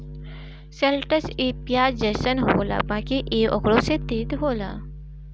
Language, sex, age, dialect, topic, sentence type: Bhojpuri, female, 25-30, Northern, agriculture, statement